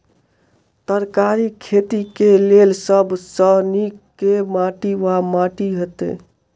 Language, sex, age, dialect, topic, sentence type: Maithili, male, 18-24, Southern/Standard, agriculture, question